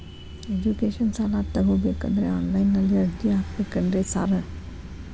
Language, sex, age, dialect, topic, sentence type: Kannada, female, 36-40, Dharwad Kannada, banking, question